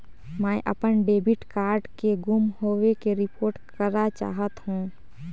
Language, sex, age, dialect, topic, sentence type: Chhattisgarhi, female, 18-24, Northern/Bhandar, banking, statement